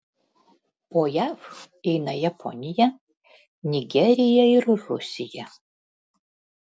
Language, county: Lithuanian, Panevėžys